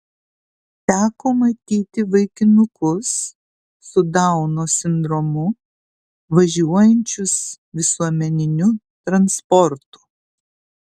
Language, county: Lithuanian, Kaunas